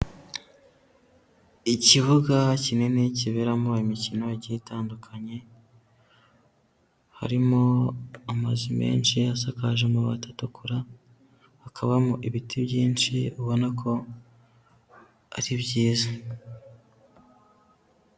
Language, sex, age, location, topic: Kinyarwanda, male, 18-24, Huye, education